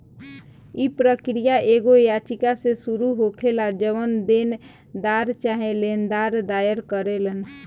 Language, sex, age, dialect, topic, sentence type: Bhojpuri, female, 25-30, Southern / Standard, banking, statement